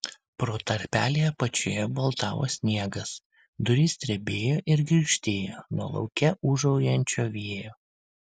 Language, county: Lithuanian, Kaunas